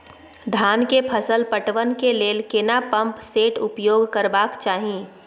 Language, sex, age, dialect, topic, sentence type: Maithili, female, 18-24, Bajjika, agriculture, question